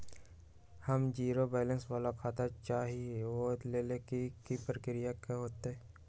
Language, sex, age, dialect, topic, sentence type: Magahi, male, 18-24, Western, banking, question